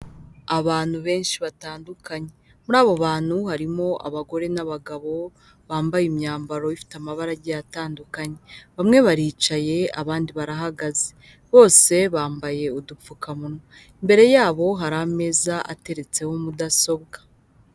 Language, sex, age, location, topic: Kinyarwanda, female, 18-24, Kigali, health